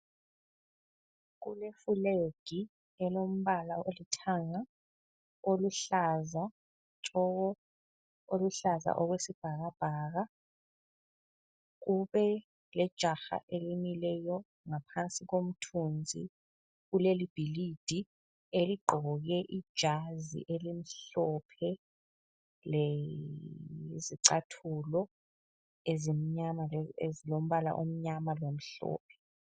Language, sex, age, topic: North Ndebele, female, 25-35, education